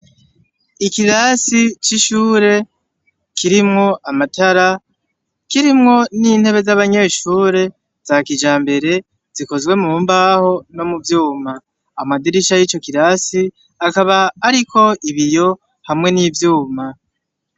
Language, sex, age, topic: Rundi, male, 18-24, education